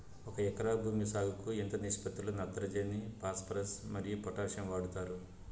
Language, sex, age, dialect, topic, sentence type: Telugu, male, 41-45, Southern, agriculture, question